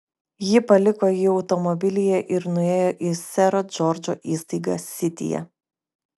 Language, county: Lithuanian, Kaunas